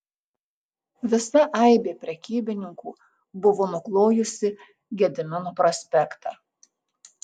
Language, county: Lithuanian, Tauragė